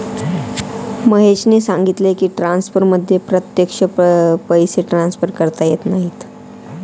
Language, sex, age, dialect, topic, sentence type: Marathi, male, 18-24, Northern Konkan, banking, statement